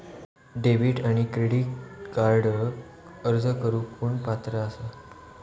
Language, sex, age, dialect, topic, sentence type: Marathi, male, 25-30, Southern Konkan, banking, question